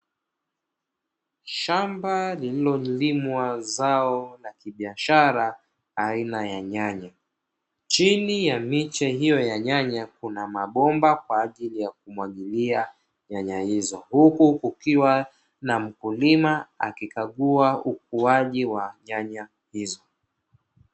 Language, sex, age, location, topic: Swahili, male, 25-35, Dar es Salaam, agriculture